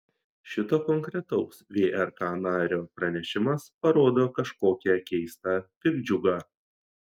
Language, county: Lithuanian, Šiauliai